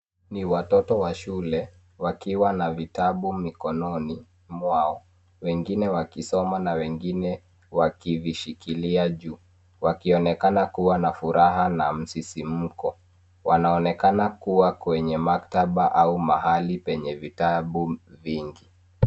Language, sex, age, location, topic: Swahili, male, 18-24, Nairobi, education